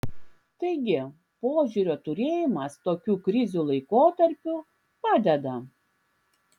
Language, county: Lithuanian, Klaipėda